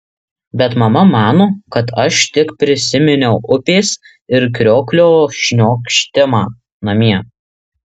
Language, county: Lithuanian, Marijampolė